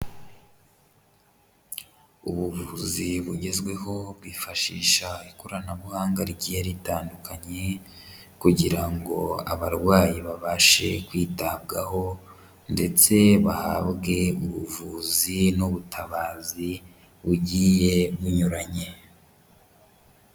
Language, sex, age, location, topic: Kinyarwanda, male, 18-24, Kigali, health